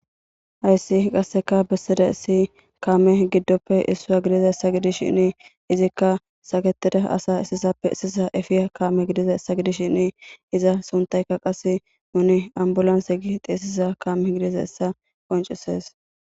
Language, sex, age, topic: Gamo, female, 25-35, government